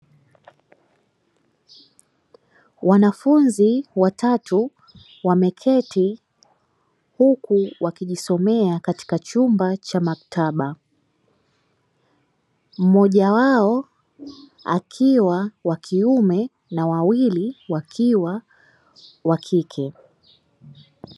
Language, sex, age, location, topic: Swahili, female, 25-35, Dar es Salaam, education